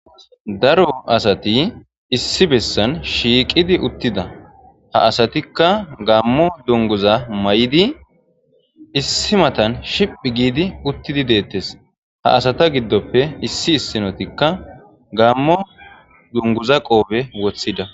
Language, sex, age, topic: Gamo, male, 18-24, government